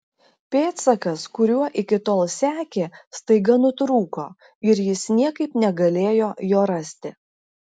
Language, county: Lithuanian, Klaipėda